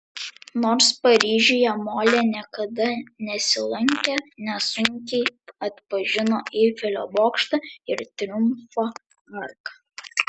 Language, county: Lithuanian, Vilnius